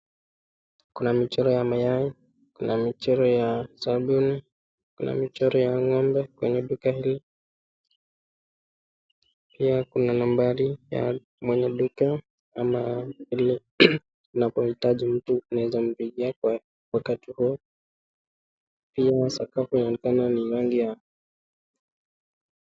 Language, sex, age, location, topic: Swahili, male, 18-24, Nakuru, finance